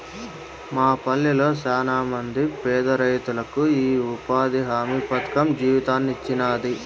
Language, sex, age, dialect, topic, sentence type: Telugu, male, 25-30, Southern, banking, statement